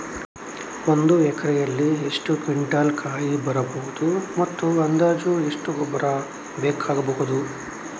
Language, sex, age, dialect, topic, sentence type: Kannada, male, 31-35, Coastal/Dakshin, agriculture, question